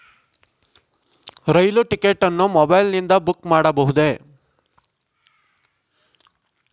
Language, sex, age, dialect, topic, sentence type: Kannada, male, 56-60, Central, banking, question